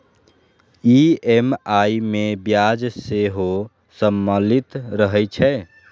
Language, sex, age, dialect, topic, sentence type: Maithili, male, 18-24, Eastern / Thethi, banking, statement